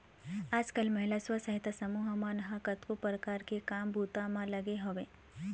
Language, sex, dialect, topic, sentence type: Chhattisgarhi, female, Eastern, banking, statement